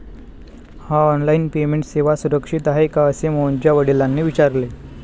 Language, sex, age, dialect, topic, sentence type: Marathi, male, 18-24, Standard Marathi, banking, statement